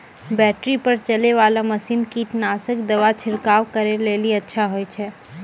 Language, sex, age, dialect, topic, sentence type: Maithili, female, 18-24, Angika, agriculture, question